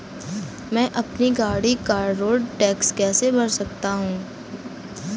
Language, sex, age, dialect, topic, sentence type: Hindi, female, 18-24, Awadhi Bundeli, banking, question